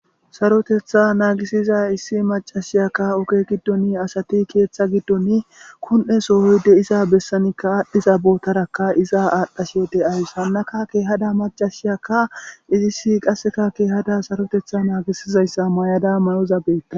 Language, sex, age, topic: Gamo, male, 18-24, government